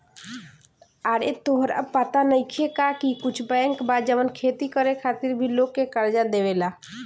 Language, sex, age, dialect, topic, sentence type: Bhojpuri, female, 18-24, Southern / Standard, banking, statement